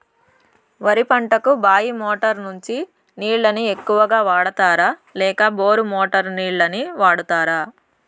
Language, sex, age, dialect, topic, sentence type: Telugu, female, 60-100, Southern, agriculture, question